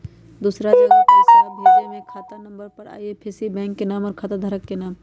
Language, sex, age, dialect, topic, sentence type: Magahi, female, 31-35, Western, banking, question